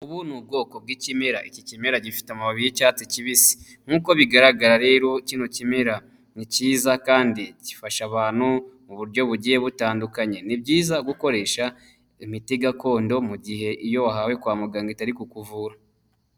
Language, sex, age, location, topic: Kinyarwanda, male, 25-35, Huye, health